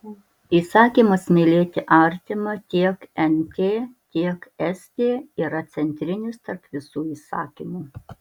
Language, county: Lithuanian, Alytus